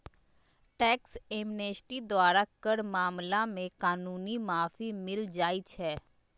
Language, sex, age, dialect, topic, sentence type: Magahi, female, 25-30, Western, banking, statement